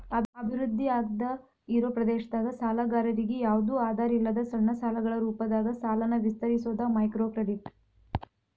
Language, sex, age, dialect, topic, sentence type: Kannada, female, 25-30, Dharwad Kannada, banking, statement